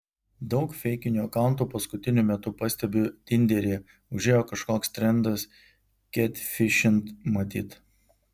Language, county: Lithuanian, Vilnius